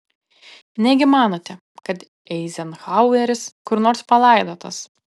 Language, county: Lithuanian, Panevėžys